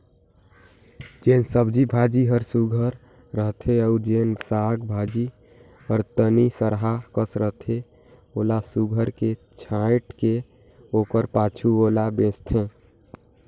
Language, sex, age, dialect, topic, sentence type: Chhattisgarhi, male, 18-24, Northern/Bhandar, agriculture, statement